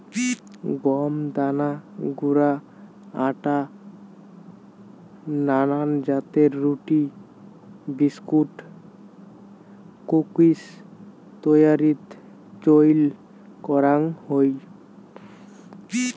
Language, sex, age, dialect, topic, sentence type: Bengali, male, 18-24, Rajbangshi, agriculture, statement